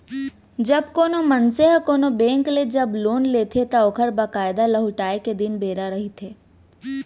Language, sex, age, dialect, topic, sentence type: Chhattisgarhi, female, 18-24, Central, banking, statement